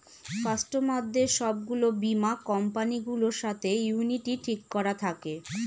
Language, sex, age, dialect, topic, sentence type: Bengali, female, 25-30, Northern/Varendri, banking, statement